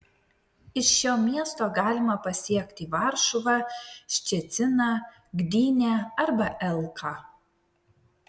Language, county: Lithuanian, Vilnius